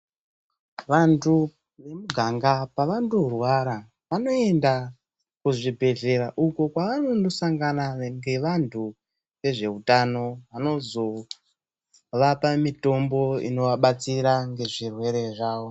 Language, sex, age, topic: Ndau, male, 18-24, health